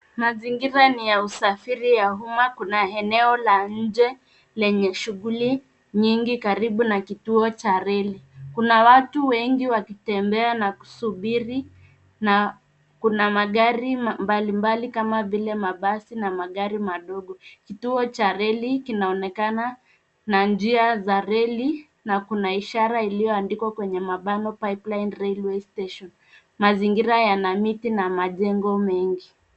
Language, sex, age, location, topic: Swahili, female, 25-35, Nairobi, government